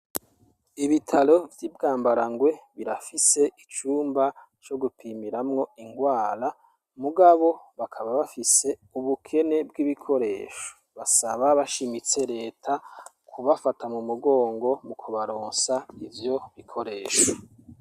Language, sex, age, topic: Rundi, male, 36-49, education